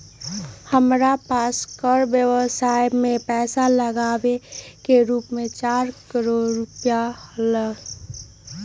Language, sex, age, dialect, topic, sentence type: Magahi, female, 18-24, Western, banking, statement